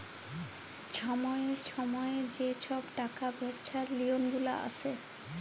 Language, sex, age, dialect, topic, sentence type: Bengali, female, 31-35, Jharkhandi, banking, statement